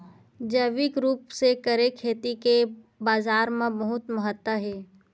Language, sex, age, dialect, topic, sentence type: Chhattisgarhi, female, 25-30, Western/Budati/Khatahi, agriculture, statement